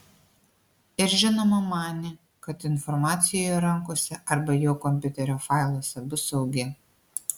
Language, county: Lithuanian, Kaunas